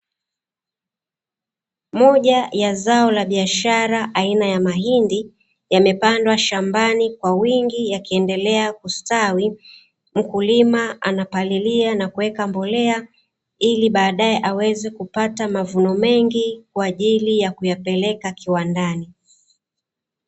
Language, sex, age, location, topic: Swahili, female, 36-49, Dar es Salaam, agriculture